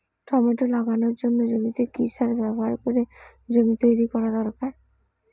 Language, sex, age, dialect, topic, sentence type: Bengali, female, 18-24, Rajbangshi, agriculture, question